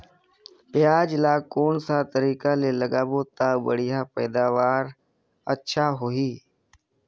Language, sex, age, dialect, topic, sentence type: Chhattisgarhi, male, 25-30, Northern/Bhandar, agriculture, question